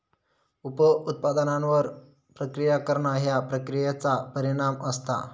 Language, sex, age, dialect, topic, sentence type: Marathi, male, 18-24, Southern Konkan, agriculture, statement